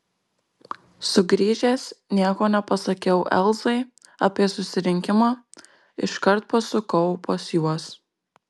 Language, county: Lithuanian, Marijampolė